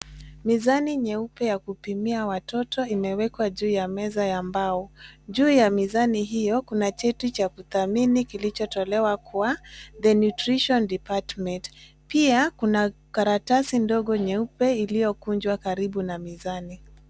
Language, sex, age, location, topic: Swahili, female, 25-35, Nairobi, health